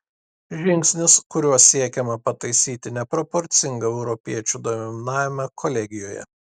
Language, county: Lithuanian, Klaipėda